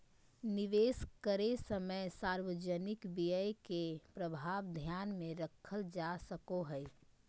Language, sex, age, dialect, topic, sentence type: Magahi, female, 25-30, Southern, banking, statement